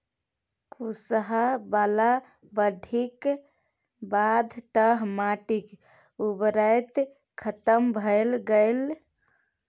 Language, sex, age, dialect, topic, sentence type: Maithili, female, 60-100, Bajjika, agriculture, statement